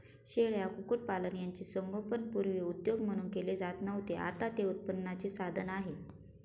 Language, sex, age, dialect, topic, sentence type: Marathi, female, 25-30, Standard Marathi, agriculture, statement